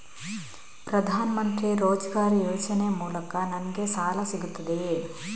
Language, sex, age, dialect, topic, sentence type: Kannada, female, 18-24, Coastal/Dakshin, banking, question